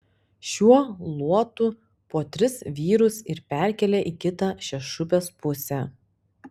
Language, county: Lithuanian, Panevėžys